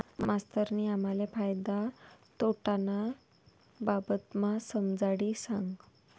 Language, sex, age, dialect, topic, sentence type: Marathi, female, 25-30, Northern Konkan, banking, statement